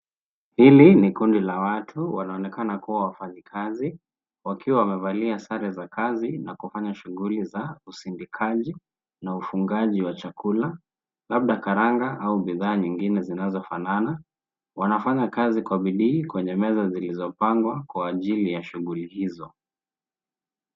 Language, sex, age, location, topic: Swahili, male, 18-24, Nairobi, agriculture